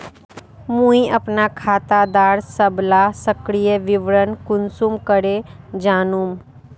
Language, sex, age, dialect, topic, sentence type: Magahi, female, 41-45, Northeastern/Surjapuri, banking, question